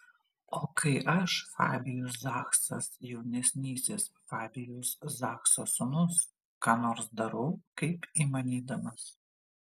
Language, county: Lithuanian, Vilnius